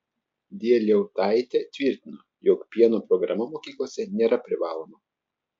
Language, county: Lithuanian, Telšiai